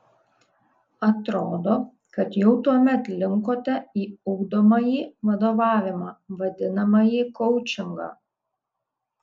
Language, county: Lithuanian, Kaunas